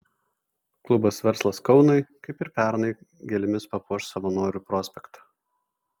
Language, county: Lithuanian, Vilnius